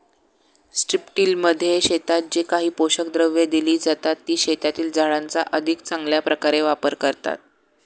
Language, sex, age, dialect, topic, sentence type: Marathi, male, 56-60, Standard Marathi, agriculture, statement